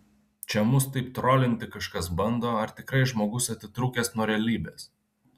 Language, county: Lithuanian, Vilnius